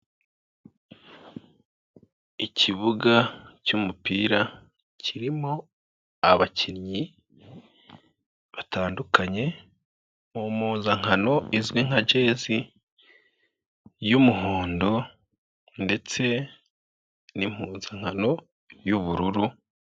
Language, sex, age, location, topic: Kinyarwanda, male, 25-35, Nyagatare, government